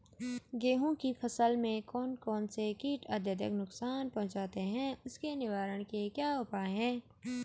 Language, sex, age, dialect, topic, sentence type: Hindi, male, 31-35, Garhwali, agriculture, question